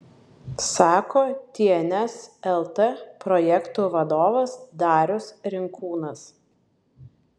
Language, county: Lithuanian, Vilnius